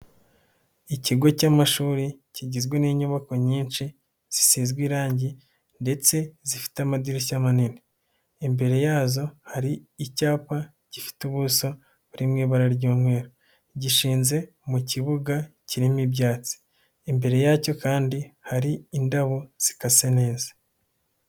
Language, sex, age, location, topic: Kinyarwanda, male, 18-24, Nyagatare, education